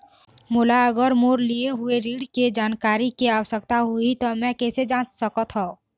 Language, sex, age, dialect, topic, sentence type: Chhattisgarhi, female, 18-24, Eastern, banking, question